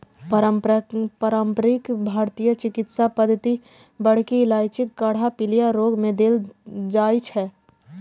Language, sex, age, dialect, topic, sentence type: Maithili, female, 18-24, Eastern / Thethi, agriculture, statement